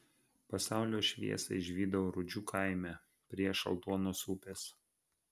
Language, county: Lithuanian, Vilnius